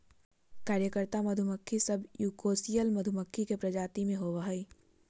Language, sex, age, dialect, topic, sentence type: Magahi, female, 25-30, Southern, agriculture, statement